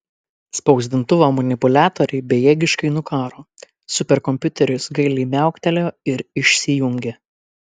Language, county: Lithuanian, Kaunas